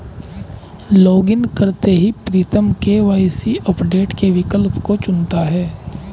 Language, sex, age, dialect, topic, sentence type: Hindi, male, 25-30, Hindustani Malvi Khadi Boli, banking, statement